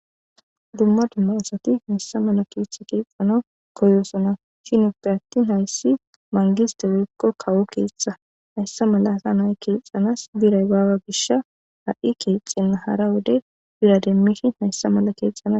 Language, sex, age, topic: Gamo, female, 18-24, government